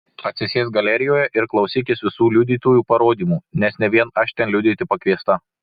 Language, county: Lithuanian, Marijampolė